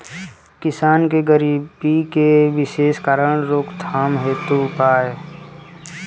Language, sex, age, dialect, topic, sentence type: Bhojpuri, male, 18-24, Southern / Standard, agriculture, question